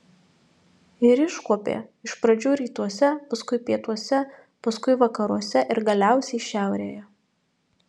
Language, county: Lithuanian, Alytus